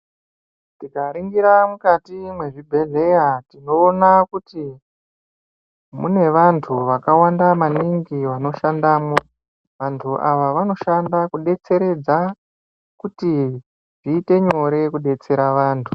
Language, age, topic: Ndau, 18-24, health